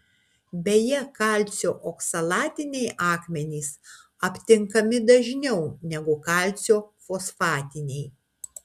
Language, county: Lithuanian, Kaunas